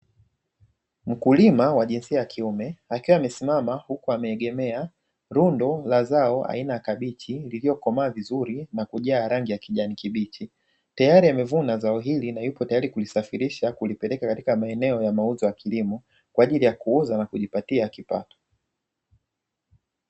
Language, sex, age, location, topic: Swahili, male, 25-35, Dar es Salaam, agriculture